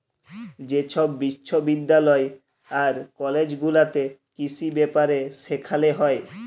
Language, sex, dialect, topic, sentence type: Bengali, male, Jharkhandi, agriculture, statement